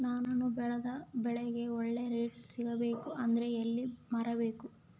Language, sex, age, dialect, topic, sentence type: Kannada, female, 25-30, Central, agriculture, question